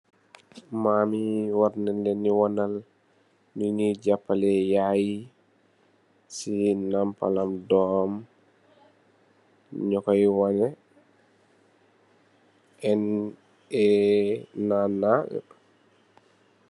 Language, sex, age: Wolof, male, 25-35